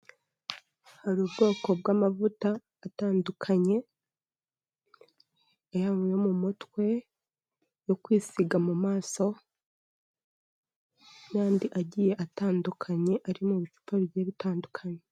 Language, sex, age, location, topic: Kinyarwanda, male, 25-35, Kigali, health